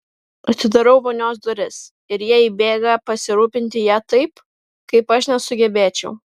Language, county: Lithuanian, Vilnius